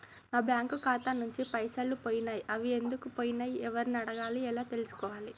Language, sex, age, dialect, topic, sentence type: Telugu, female, 18-24, Telangana, banking, question